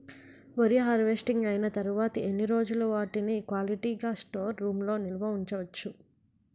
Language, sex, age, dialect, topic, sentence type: Telugu, female, 51-55, Utterandhra, agriculture, question